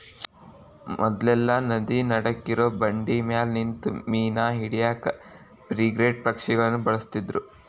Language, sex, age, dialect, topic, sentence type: Kannada, male, 18-24, Dharwad Kannada, agriculture, statement